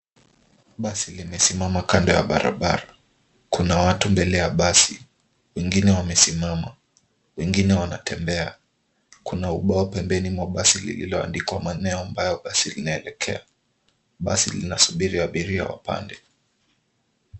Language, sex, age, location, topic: Swahili, male, 25-35, Nairobi, government